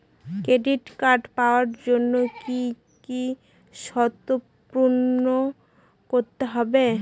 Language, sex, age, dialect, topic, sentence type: Bengali, female, 18-24, Northern/Varendri, banking, question